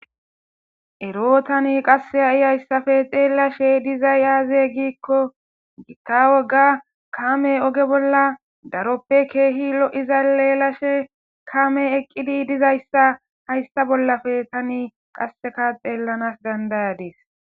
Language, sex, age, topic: Gamo, female, 18-24, government